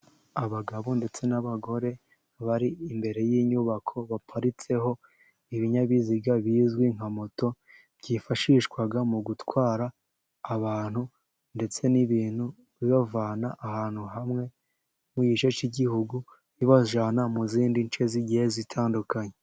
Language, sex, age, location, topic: Kinyarwanda, male, 18-24, Musanze, government